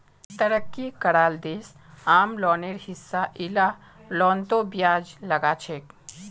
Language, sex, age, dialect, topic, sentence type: Magahi, male, 25-30, Northeastern/Surjapuri, banking, statement